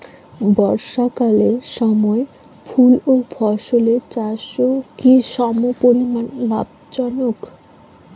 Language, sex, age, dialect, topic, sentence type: Bengali, female, 18-24, Jharkhandi, agriculture, question